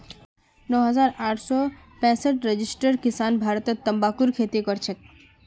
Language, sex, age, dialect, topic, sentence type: Magahi, female, 25-30, Northeastern/Surjapuri, agriculture, statement